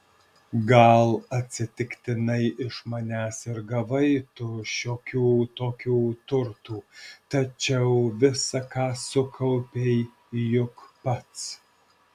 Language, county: Lithuanian, Alytus